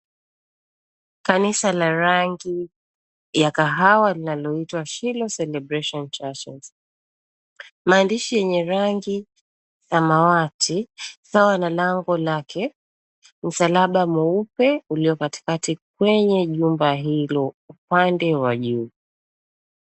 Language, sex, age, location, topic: Swahili, female, 25-35, Mombasa, government